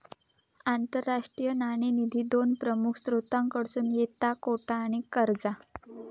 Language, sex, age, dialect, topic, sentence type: Marathi, female, 18-24, Southern Konkan, banking, statement